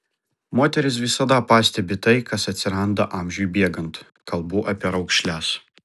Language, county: Lithuanian, Vilnius